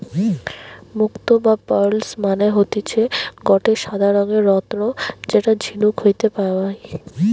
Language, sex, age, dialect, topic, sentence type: Bengali, female, 18-24, Western, agriculture, statement